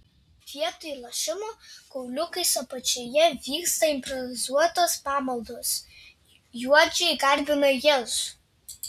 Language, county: Lithuanian, Vilnius